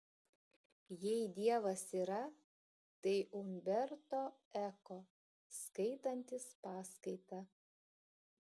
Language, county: Lithuanian, Šiauliai